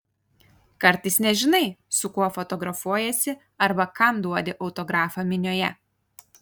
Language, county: Lithuanian, Kaunas